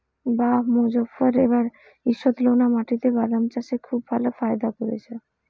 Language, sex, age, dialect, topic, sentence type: Bengali, female, 18-24, Rajbangshi, agriculture, question